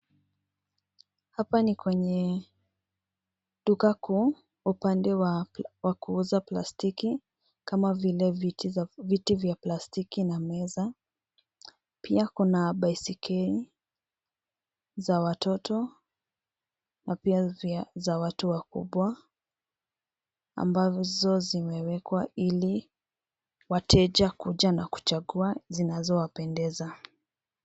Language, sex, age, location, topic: Swahili, female, 25-35, Nairobi, finance